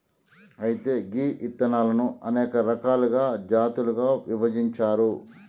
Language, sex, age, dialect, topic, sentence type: Telugu, male, 46-50, Telangana, agriculture, statement